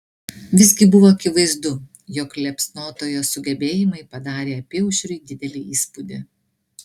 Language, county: Lithuanian, Klaipėda